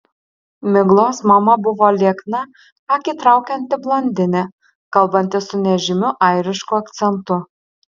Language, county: Lithuanian, Alytus